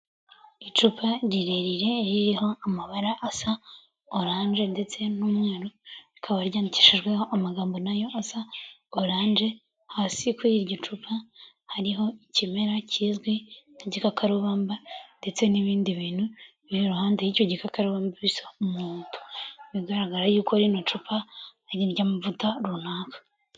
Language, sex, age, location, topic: Kinyarwanda, female, 18-24, Kigali, health